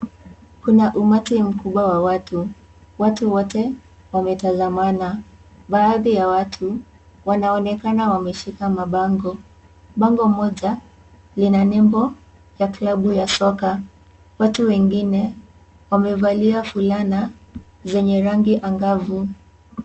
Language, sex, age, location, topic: Swahili, female, 18-24, Kisii, government